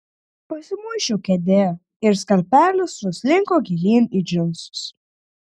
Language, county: Lithuanian, Klaipėda